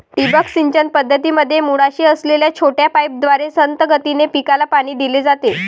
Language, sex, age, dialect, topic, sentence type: Marathi, female, 18-24, Varhadi, agriculture, statement